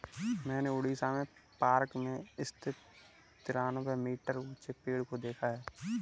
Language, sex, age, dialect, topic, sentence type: Hindi, male, 18-24, Kanauji Braj Bhasha, agriculture, statement